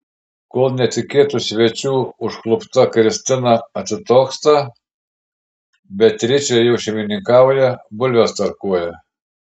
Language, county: Lithuanian, Šiauliai